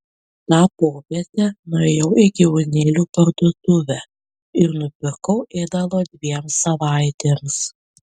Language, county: Lithuanian, Panevėžys